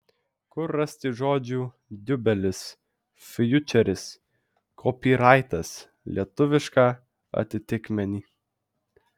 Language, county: Lithuanian, Vilnius